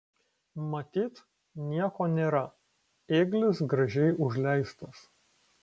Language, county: Lithuanian, Kaunas